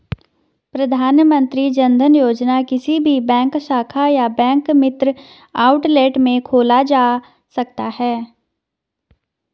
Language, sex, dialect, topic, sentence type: Hindi, female, Garhwali, banking, statement